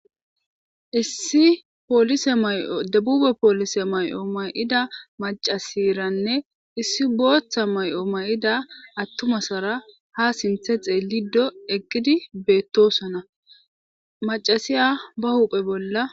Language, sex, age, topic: Gamo, female, 25-35, government